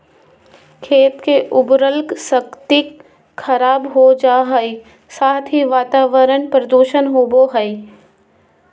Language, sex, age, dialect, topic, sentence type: Magahi, female, 25-30, Southern, agriculture, statement